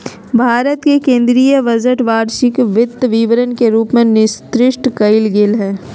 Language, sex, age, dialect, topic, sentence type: Magahi, female, 36-40, Southern, banking, statement